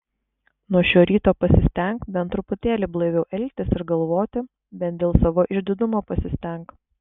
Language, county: Lithuanian, Kaunas